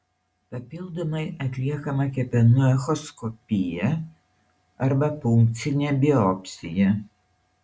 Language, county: Lithuanian, Šiauliai